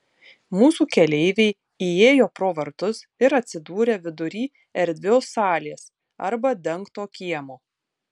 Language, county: Lithuanian, Tauragė